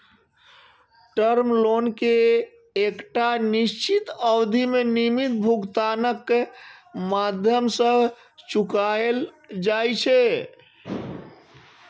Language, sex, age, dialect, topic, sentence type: Maithili, male, 36-40, Eastern / Thethi, banking, statement